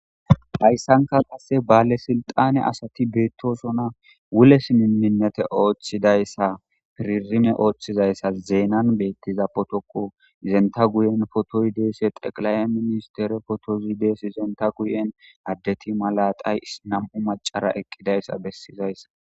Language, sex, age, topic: Gamo, female, 18-24, government